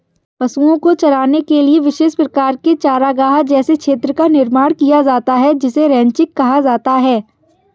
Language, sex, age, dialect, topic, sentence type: Hindi, female, 51-55, Kanauji Braj Bhasha, agriculture, statement